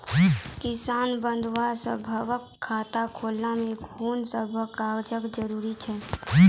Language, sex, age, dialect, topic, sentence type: Maithili, female, 18-24, Angika, banking, question